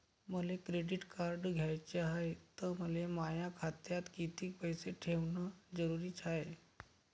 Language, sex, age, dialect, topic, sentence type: Marathi, male, 31-35, Varhadi, banking, question